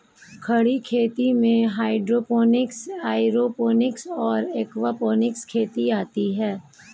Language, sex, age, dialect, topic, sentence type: Hindi, female, 41-45, Hindustani Malvi Khadi Boli, agriculture, statement